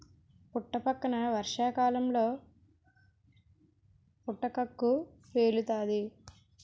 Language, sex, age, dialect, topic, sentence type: Telugu, female, 18-24, Utterandhra, agriculture, statement